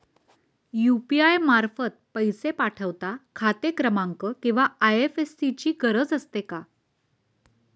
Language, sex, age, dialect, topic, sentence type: Marathi, female, 36-40, Standard Marathi, banking, question